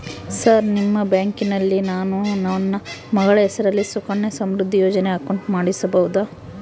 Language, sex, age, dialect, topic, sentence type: Kannada, female, 18-24, Central, banking, question